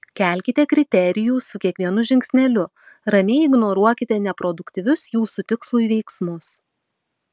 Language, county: Lithuanian, Vilnius